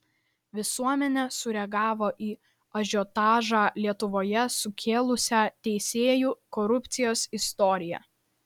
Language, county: Lithuanian, Vilnius